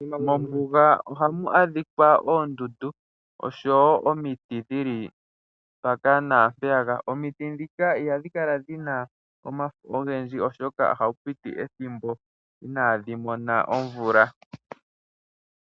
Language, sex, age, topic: Oshiwambo, male, 18-24, agriculture